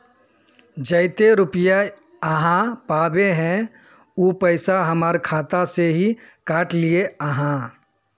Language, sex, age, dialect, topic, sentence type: Magahi, male, 41-45, Northeastern/Surjapuri, banking, question